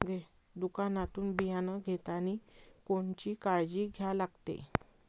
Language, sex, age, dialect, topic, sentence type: Marathi, female, 41-45, Varhadi, agriculture, question